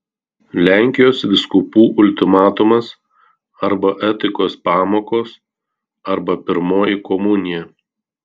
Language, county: Lithuanian, Tauragė